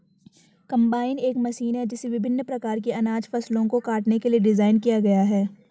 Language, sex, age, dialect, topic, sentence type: Hindi, female, 18-24, Garhwali, agriculture, statement